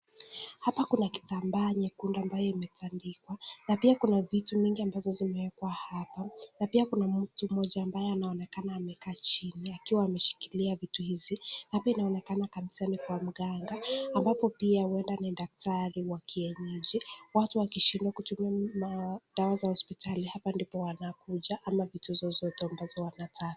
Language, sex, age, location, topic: Swahili, male, 18-24, Nakuru, health